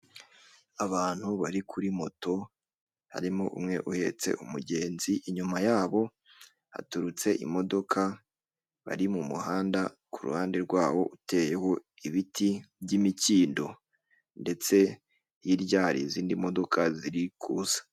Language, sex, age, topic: Kinyarwanda, male, 25-35, government